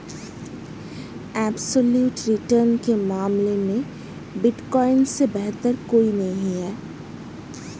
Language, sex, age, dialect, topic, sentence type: Hindi, female, 31-35, Hindustani Malvi Khadi Boli, banking, statement